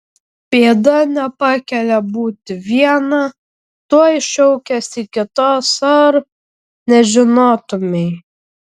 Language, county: Lithuanian, Vilnius